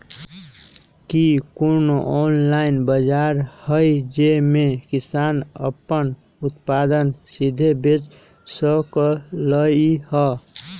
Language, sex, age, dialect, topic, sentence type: Magahi, male, 18-24, Western, agriculture, statement